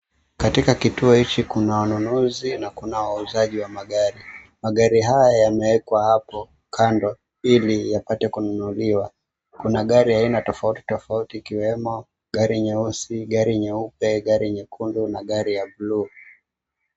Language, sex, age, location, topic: Swahili, male, 18-24, Mombasa, finance